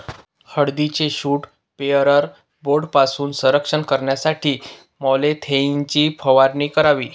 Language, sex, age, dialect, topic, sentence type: Marathi, male, 18-24, Northern Konkan, agriculture, statement